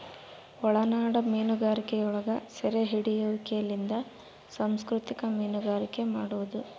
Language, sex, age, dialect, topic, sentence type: Kannada, female, 18-24, Central, agriculture, statement